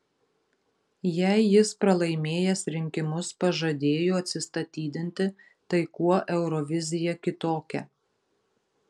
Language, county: Lithuanian, Marijampolė